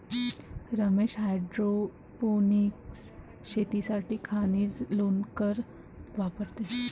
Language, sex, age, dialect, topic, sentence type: Marathi, female, 18-24, Varhadi, agriculture, statement